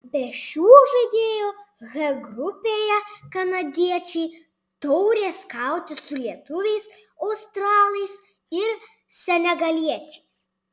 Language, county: Lithuanian, Panevėžys